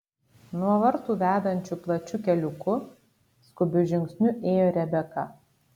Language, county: Lithuanian, Kaunas